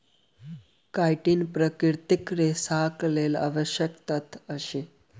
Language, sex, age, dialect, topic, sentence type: Maithili, male, 18-24, Southern/Standard, agriculture, statement